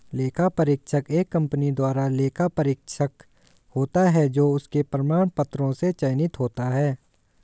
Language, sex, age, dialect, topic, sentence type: Hindi, male, 18-24, Hindustani Malvi Khadi Boli, banking, statement